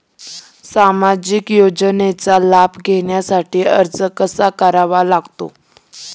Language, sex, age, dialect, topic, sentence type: Marathi, female, 18-24, Standard Marathi, banking, question